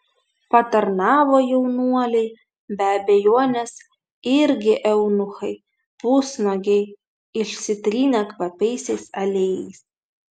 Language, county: Lithuanian, Vilnius